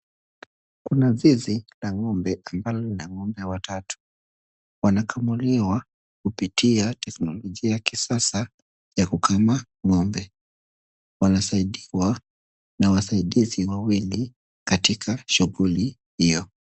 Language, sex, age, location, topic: Swahili, male, 25-35, Kisumu, agriculture